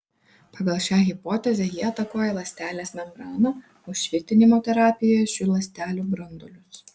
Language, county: Lithuanian, Vilnius